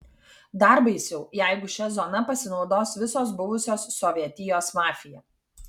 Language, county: Lithuanian, Kaunas